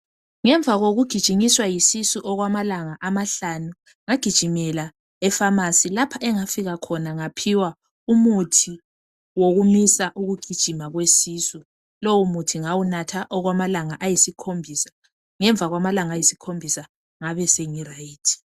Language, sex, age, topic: North Ndebele, female, 25-35, health